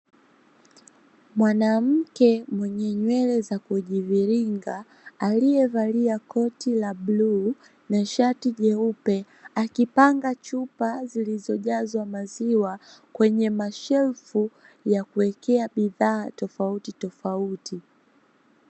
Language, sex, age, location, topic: Swahili, female, 18-24, Dar es Salaam, finance